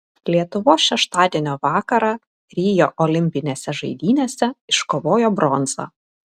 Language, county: Lithuanian, Kaunas